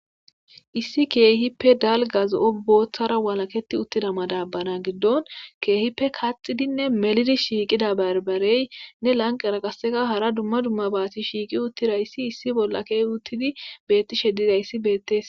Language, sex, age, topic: Gamo, female, 25-35, agriculture